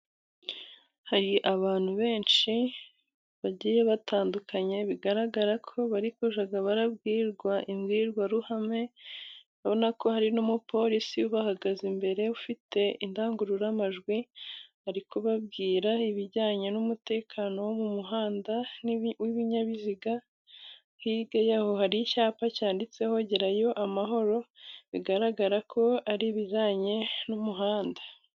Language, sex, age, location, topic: Kinyarwanda, female, 18-24, Musanze, government